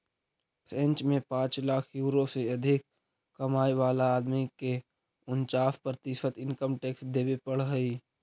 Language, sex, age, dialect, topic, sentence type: Magahi, male, 31-35, Central/Standard, banking, statement